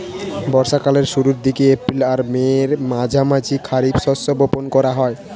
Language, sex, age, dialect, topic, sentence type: Bengali, male, 18-24, Standard Colloquial, agriculture, statement